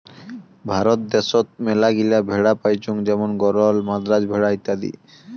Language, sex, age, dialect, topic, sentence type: Bengali, male, 18-24, Rajbangshi, agriculture, statement